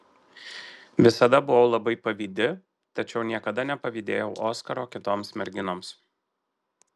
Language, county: Lithuanian, Marijampolė